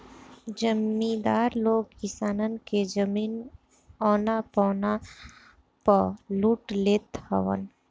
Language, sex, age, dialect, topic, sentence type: Bhojpuri, female, 25-30, Northern, banking, statement